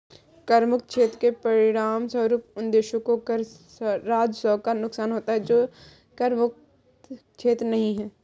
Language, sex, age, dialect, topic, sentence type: Hindi, female, 36-40, Kanauji Braj Bhasha, banking, statement